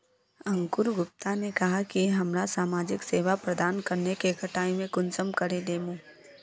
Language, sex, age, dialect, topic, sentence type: Magahi, female, 18-24, Northeastern/Surjapuri, agriculture, question